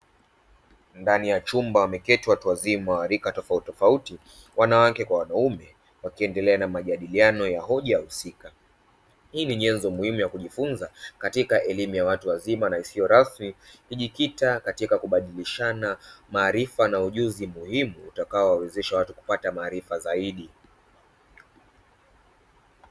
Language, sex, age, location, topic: Swahili, male, 25-35, Dar es Salaam, education